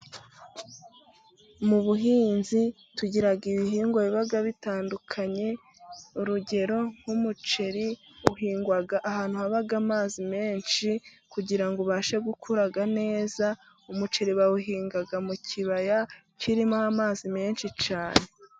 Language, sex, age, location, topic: Kinyarwanda, female, 25-35, Musanze, agriculture